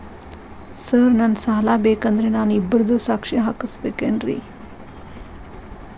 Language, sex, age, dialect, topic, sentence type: Kannada, female, 36-40, Dharwad Kannada, banking, question